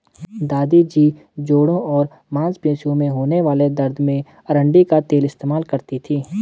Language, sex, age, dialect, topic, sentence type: Hindi, male, 18-24, Garhwali, agriculture, statement